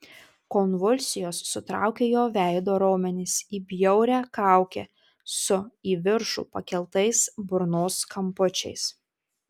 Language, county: Lithuanian, Tauragė